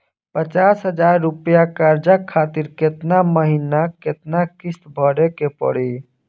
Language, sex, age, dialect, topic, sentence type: Bhojpuri, male, 25-30, Southern / Standard, banking, question